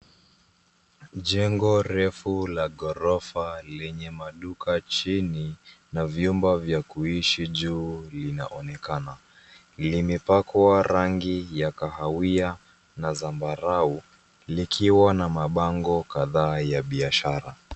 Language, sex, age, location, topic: Swahili, female, 36-49, Nairobi, finance